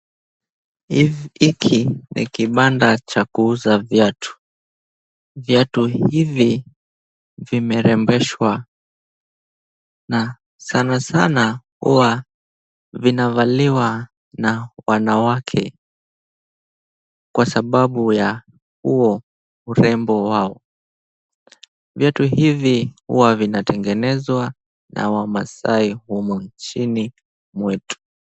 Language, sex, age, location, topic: Swahili, male, 18-24, Kisumu, finance